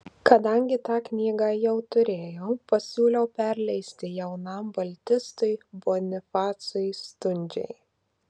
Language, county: Lithuanian, Marijampolė